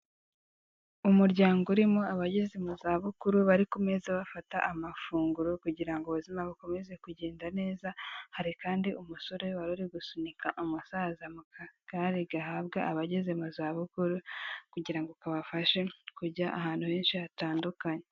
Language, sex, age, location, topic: Kinyarwanda, female, 18-24, Kigali, health